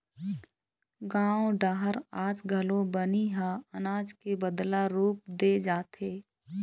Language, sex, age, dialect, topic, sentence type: Chhattisgarhi, female, 25-30, Eastern, agriculture, statement